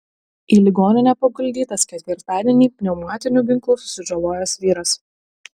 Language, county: Lithuanian, Utena